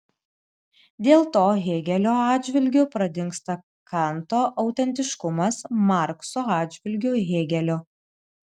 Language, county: Lithuanian, Vilnius